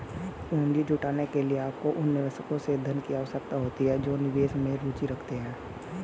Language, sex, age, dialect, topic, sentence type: Hindi, male, 18-24, Hindustani Malvi Khadi Boli, banking, statement